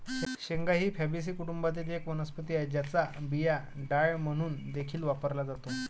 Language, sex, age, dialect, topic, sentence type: Marathi, male, 25-30, Varhadi, agriculture, statement